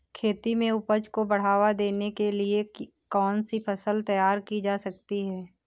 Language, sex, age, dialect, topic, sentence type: Hindi, female, 18-24, Awadhi Bundeli, agriculture, question